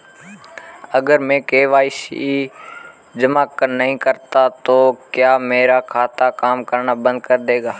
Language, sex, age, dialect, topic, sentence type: Hindi, male, 18-24, Marwari Dhudhari, banking, question